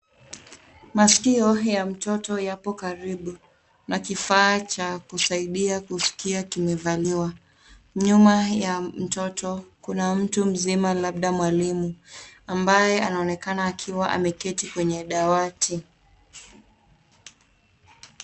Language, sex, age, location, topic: Swahili, female, 18-24, Nairobi, education